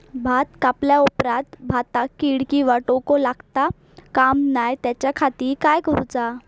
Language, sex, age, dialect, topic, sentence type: Marathi, female, 18-24, Southern Konkan, agriculture, question